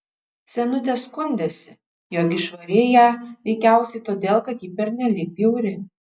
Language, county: Lithuanian, Šiauliai